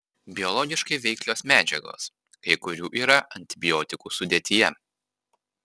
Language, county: Lithuanian, Panevėžys